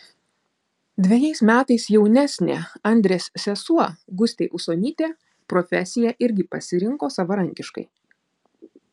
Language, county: Lithuanian, Vilnius